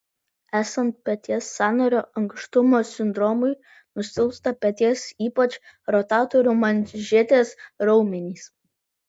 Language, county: Lithuanian, Vilnius